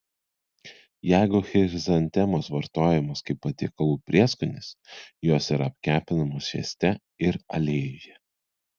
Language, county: Lithuanian, Kaunas